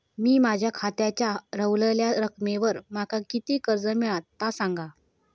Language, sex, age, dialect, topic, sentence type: Marathi, female, 25-30, Southern Konkan, banking, question